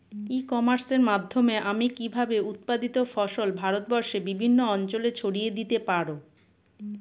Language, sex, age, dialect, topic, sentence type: Bengali, female, 46-50, Standard Colloquial, agriculture, question